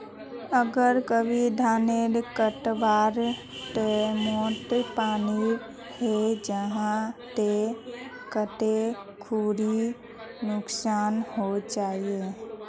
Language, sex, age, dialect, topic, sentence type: Magahi, female, 25-30, Northeastern/Surjapuri, agriculture, question